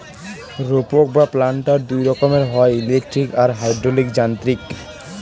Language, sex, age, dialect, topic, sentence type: Bengali, male, 18-24, Western, agriculture, statement